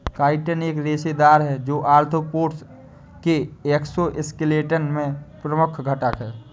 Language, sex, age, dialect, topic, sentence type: Hindi, male, 25-30, Awadhi Bundeli, agriculture, statement